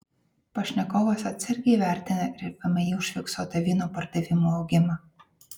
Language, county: Lithuanian, Vilnius